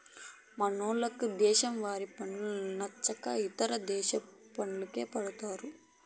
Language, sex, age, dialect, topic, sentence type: Telugu, female, 25-30, Southern, agriculture, statement